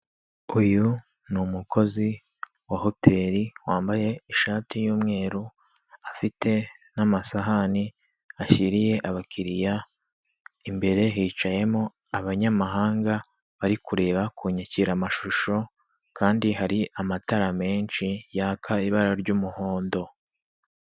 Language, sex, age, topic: Kinyarwanda, male, 25-35, finance